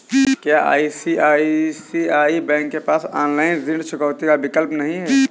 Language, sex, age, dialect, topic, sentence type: Hindi, male, 18-24, Awadhi Bundeli, banking, question